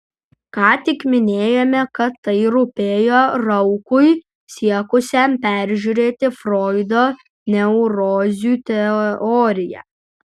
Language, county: Lithuanian, Utena